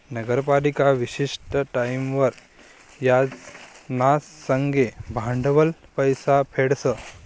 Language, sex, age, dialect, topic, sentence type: Marathi, male, 51-55, Northern Konkan, banking, statement